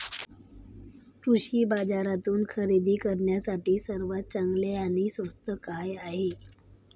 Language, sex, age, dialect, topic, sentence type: Marathi, female, 25-30, Standard Marathi, agriculture, question